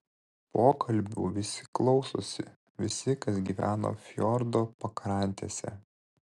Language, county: Lithuanian, Vilnius